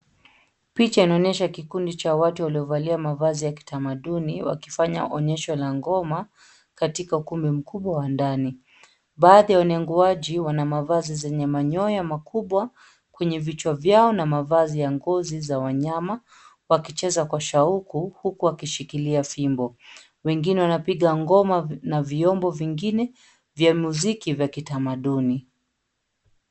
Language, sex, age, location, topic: Swahili, female, 36-49, Nairobi, government